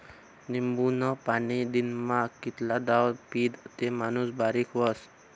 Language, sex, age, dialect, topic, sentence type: Marathi, male, 25-30, Northern Konkan, agriculture, statement